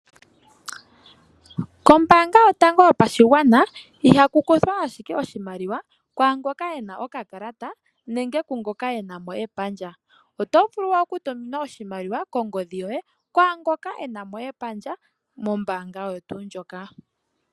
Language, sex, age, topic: Oshiwambo, female, 25-35, finance